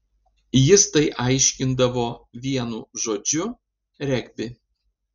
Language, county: Lithuanian, Panevėžys